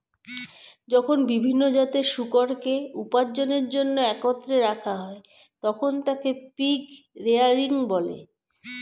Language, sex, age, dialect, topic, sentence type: Bengali, female, 41-45, Standard Colloquial, agriculture, statement